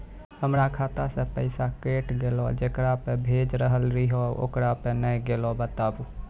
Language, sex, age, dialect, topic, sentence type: Maithili, male, 18-24, Angika, banking, question